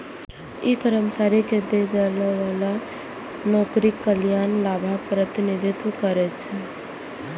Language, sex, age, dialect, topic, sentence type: Maithili, female, 18-24, Eastern / Thethi, banking, statement